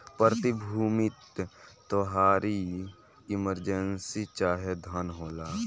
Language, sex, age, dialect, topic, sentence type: Bhojpuri, male, <18, Northern, banking, statement